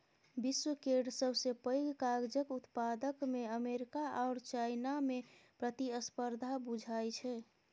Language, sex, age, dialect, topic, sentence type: Maithili, female, 18-24, Bajjika, agriculture, statement